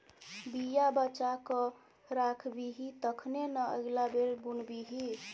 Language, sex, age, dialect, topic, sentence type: Maithili, female, 18-24, Bajjika, agriculture, statement